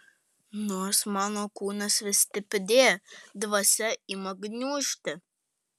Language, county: Lithuanian, Panevėžys